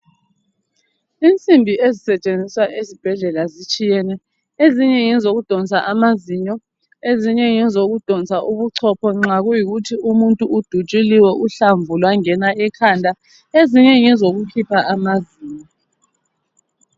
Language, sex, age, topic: North Ndebele, male, 36-49, health